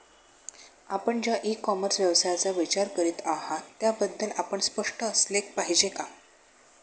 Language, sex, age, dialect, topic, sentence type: Marathi, female, 56-60, Standard Marathi, agriculture, question